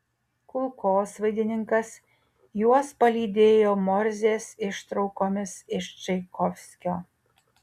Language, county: Lithuanian, Utena